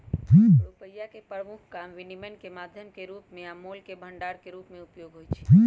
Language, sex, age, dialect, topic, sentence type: Magahi, male, 18-24, Western, banking, statement